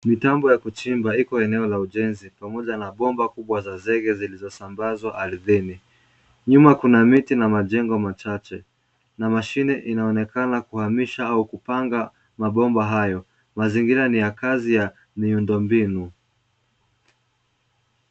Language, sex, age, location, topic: Swahili, male, 18-24, Kisumu, government